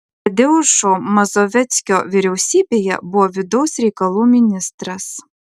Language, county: Lithuanian, Klaipėda